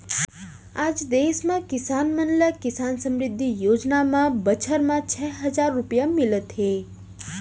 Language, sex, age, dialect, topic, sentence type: Chhattisgarhi, female, 25-30, Central, agriculture, statement